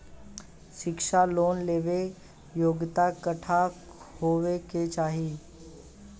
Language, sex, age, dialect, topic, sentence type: Bhojpuri, male, 18-24, Southern / Standard, banking, question